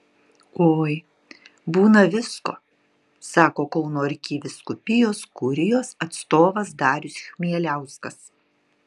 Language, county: Lithuanian, Utena